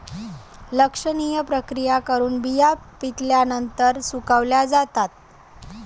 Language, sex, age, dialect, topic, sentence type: Marathi, female, 31-35, Varhadi, agriculture, statement